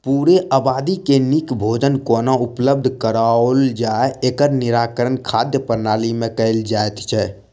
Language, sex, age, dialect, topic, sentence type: Maithili, male, 60-100, Southern/Standard, agriculture, statement